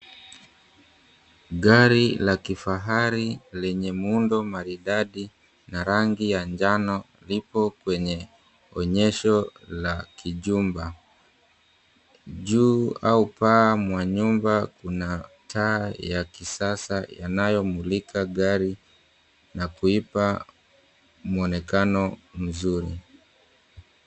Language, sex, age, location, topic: Swahili, male, 18-24, Mombasa, finance